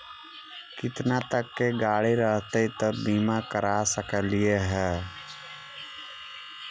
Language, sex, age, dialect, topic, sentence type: Magahi, male, 60-100, Central/Standard, banking, question